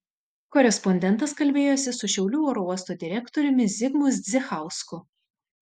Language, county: Lithuanian, Šiauliai